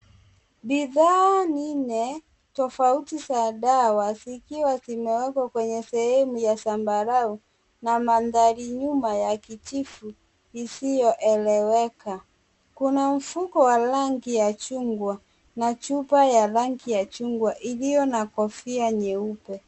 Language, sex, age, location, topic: Swahili, female, 36-49, Kisumu, health